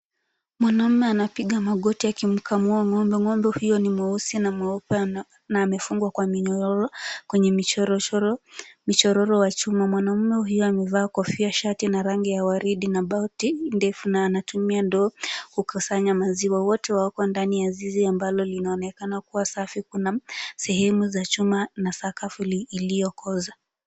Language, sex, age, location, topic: Swahili, female, 18-24, Kisumu, agriculture